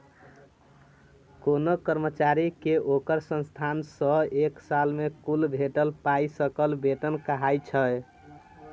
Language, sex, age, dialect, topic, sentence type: Maithili, male, 18-24, Bajjika, banking, statement